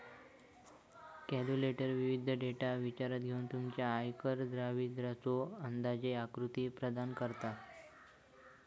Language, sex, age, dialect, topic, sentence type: Marathi, male, 18-24, Southern Konkan, banking, statement